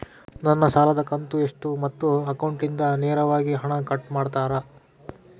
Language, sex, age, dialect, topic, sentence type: Kannada, male, 18-24, Central, banking, question